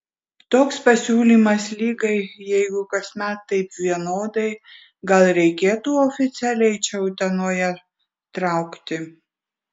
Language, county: Lithuanian, Vilnius